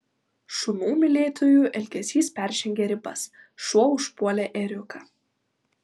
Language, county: Lithuanian, Vilnius